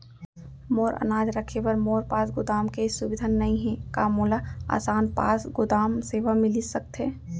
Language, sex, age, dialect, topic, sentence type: Chhattisgarhi, female, 18-24, Central, agriculture, question